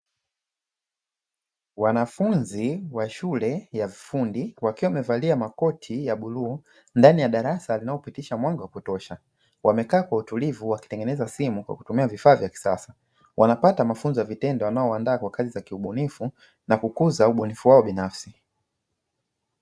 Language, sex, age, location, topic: Swahili, male, 25-35, Dar es Salaam, education